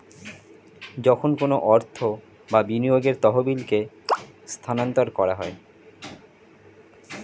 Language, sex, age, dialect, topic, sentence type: Bengali, male, 31-35, Standard Colloquial, banking, statement